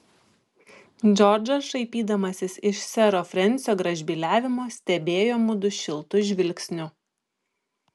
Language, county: Lithuanian, Klaipėda